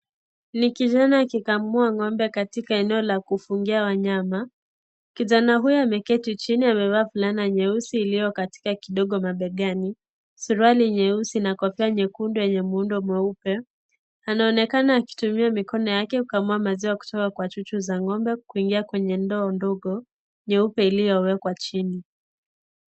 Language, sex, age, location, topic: Swahili, female, 18-24, Kisii, agriculture